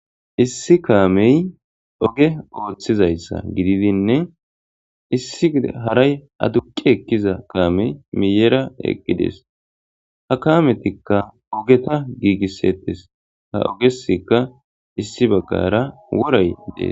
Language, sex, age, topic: Gamo, male, 18-24, government